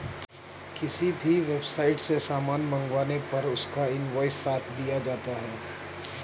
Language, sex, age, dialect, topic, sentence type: Hindi, male, 31-35, Awadhi Bundeli, banking, statement